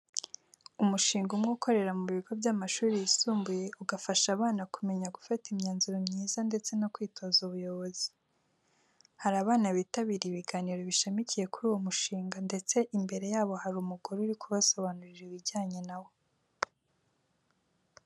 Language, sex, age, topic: Kinyarwanda, female, 18-24, education